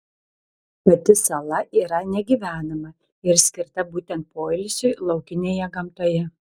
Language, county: Lithuanian, Telšiai